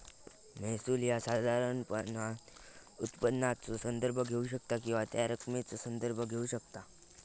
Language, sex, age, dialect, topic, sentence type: Marathi, male, 18-24, Southern Konkan, banking, statement